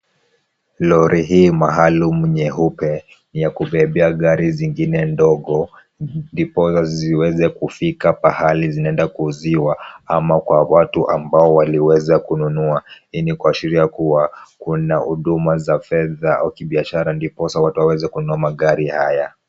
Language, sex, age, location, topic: Swahili, male, 18-24, Kisumu, finance